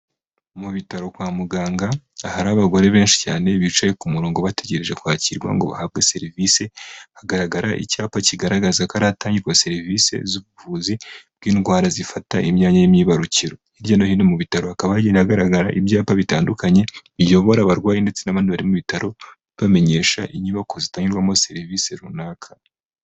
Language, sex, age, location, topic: Kinyarwanda, male, 25-35, Huye, health